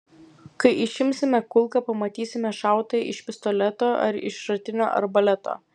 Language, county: Lithuanian, Vilnius